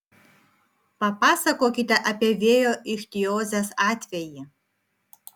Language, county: Lithuanian, Vilnius